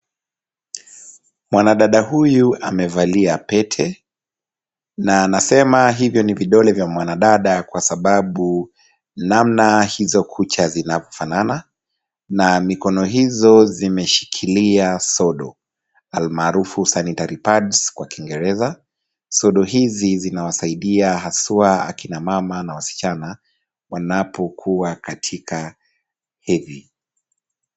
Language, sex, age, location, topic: Swahili, male, 25-35, Kisumu, health